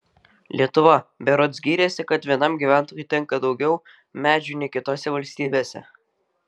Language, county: Lithuanian, Kaunas